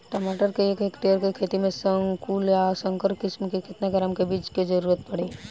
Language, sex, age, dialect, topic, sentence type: Bhojpuri, female, 18-24, Southern / Standard, agriculture, question